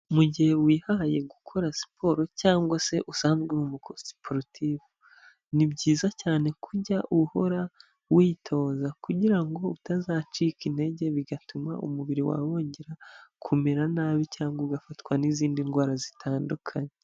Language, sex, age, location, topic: Kinyarwanda, male, 25-35, Huye, health